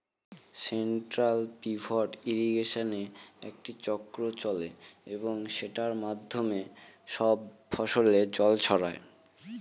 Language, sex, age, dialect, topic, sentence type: Bengali, male, 18-24, Northern/Varendri, agriculture, statement